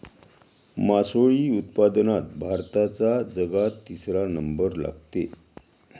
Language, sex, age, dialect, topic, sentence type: Marathi, male, 31-35, Varhadi, agriculture, statement